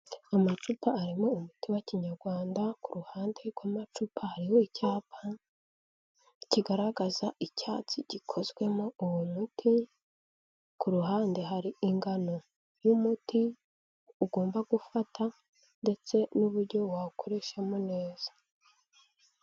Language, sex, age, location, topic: Kinyarwanda, female, 18-24, Kigali, health